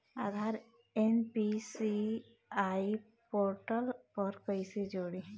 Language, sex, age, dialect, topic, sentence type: Bhojpuri, female, 25-30, Northern, banking, question